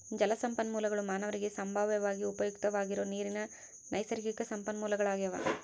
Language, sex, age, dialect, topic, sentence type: Kannada, female, 18-24, Central, agriculture, statement